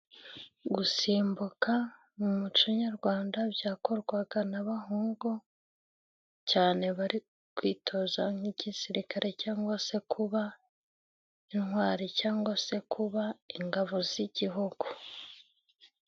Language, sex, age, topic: Kinyarwanda, female, 18-24, government